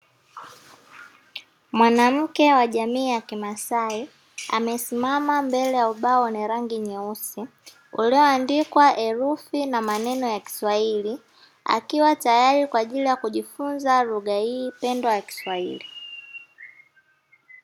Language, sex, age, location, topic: Swahili, female, 18-24, Dar es Salaam, education